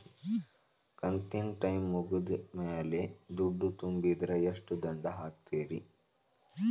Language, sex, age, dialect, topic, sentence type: Kannada, male, 18-24, Dharwad Kannada, banking, question